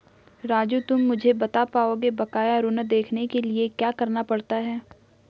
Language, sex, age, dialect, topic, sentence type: Hindi, female, 41-45, Garhwali, banking, statement